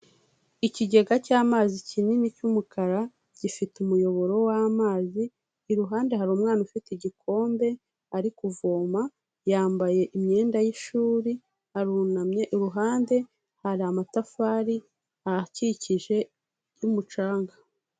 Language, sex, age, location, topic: Kinyarwanda, female, 36-49, Kigali, health